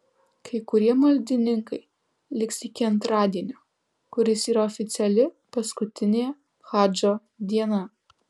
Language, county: Lithuanian, Alytus